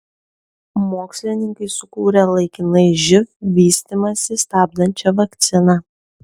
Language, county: Lithuanian, Kaunas